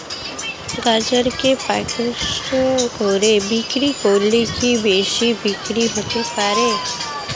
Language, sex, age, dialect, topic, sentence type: Bengali, female, 60-100, Standard Colloquial, agriculture, question